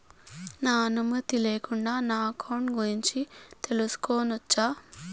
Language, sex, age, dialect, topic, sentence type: Telugu, female, 18-24, Southern, banking, question